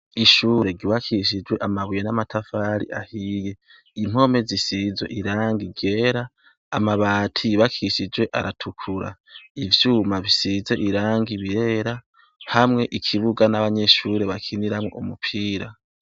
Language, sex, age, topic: Rundi, male, 18-24, education